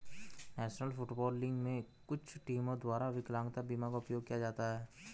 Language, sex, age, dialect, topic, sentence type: Hindi, male, 18-24, Hindustani Malvi Khadi Boli, banking, statement